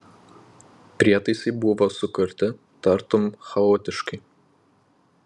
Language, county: Lithuanian, Panevėžys